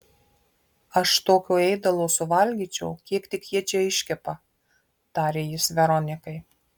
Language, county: Lithuanian, Marijampolė